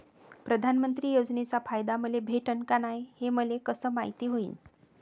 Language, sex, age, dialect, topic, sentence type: Marathi, female, 36-40, Varhadi, banking, question